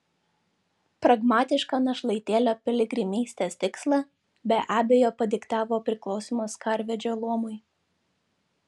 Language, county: Lithuanian, Vilnius